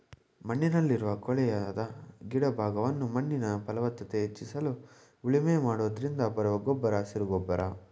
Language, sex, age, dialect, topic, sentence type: Kannada, male, 25-30, Mysore Kannada, agriculture, statement